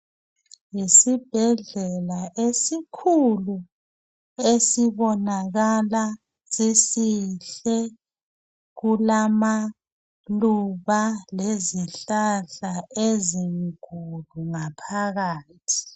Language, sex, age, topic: North Ndebele, female, 36-49, health